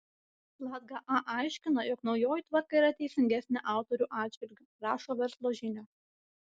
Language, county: Lithuanian, Vilnius